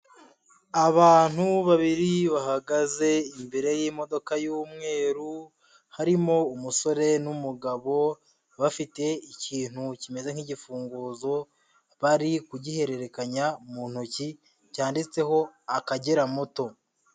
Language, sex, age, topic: Kinyarwanda, male, 18-24, finance